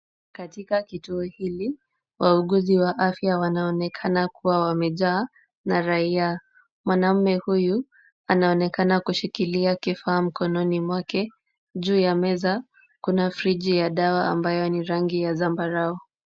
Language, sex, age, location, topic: Swahili, female, 25-35, Kisumu, health